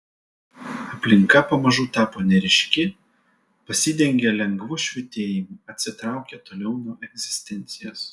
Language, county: Lithuanian, Vilnius